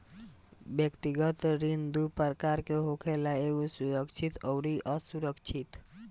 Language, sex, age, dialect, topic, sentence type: Bhojpuri, male, 18-24, Southern / Standard, banking, statement